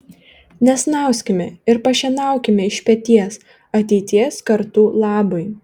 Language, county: Lithuanian, Panevėžys